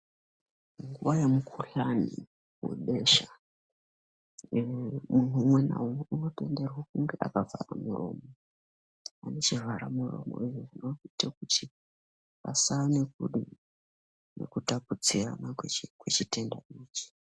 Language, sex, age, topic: Ndau, male, 18-24, health